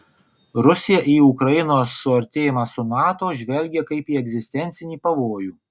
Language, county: Lithuanian, Kaunas